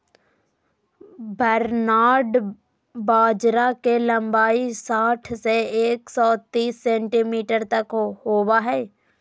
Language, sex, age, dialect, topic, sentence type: Magahi, female, 25-30, Southern, agriculture, statement